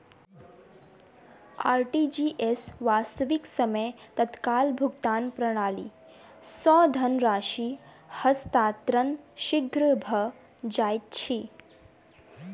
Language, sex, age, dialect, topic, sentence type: Maithili, female, 18-24, Southern/Standard, banking, statement